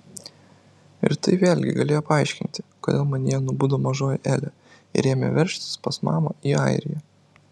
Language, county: Lithuanian, Vilnius